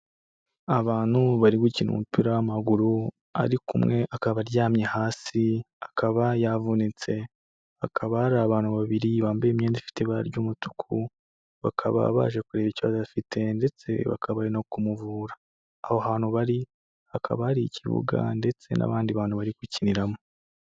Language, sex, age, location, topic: Kinyarwanda, male, 25-35, Kigali, health